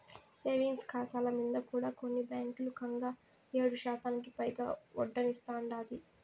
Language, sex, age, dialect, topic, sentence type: Telugu, female, 18-24, Southern, banking, statement